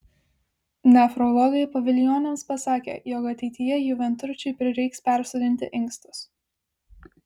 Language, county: Lithuanian, Vilnius